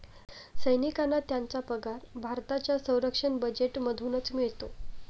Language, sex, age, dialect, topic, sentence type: Marathi, female, 18-24, Standard Marathi, banking, statement